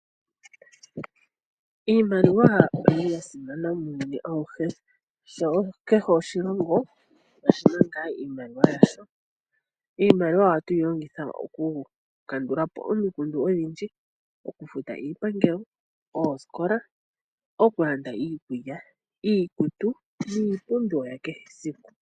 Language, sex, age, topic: Oshiwambo, female, 25-35, finance